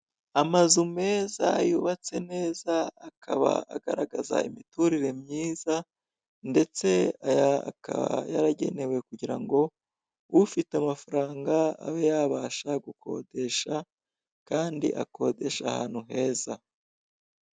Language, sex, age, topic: Kinyarwanda, female, 25-35, finance